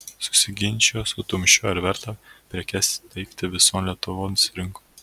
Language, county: Lithuanian, Kaunas